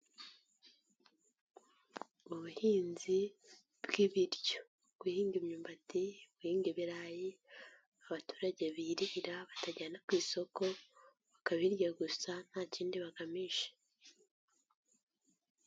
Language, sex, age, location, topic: Kinyarwanda, female, 18-24, Nyagatare, agriculture